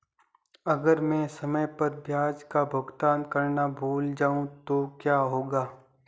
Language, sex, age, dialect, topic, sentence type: Hindi, male, 18-24, Marwari Dhudhari, banking, question